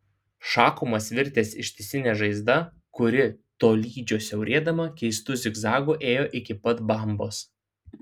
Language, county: Lithuanian, Šiauliai